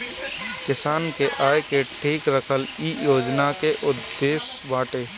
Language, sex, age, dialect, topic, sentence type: Bhojpuri, male, 18-24, Northern, agriculture, statement